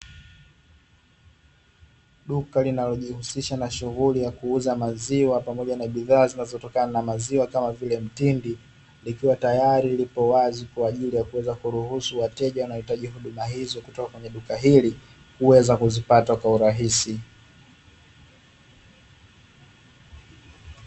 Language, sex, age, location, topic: Swahili, male, 25-35, Dar es Salaam, finance